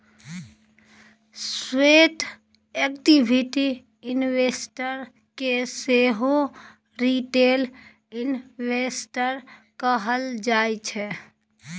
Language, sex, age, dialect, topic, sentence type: Maithili, female, 25-30, Bajjika, banking, statement